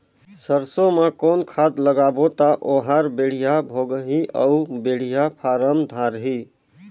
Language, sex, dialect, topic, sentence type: Chhattisgarhi, male, Northern/Bhandar, agriculture, question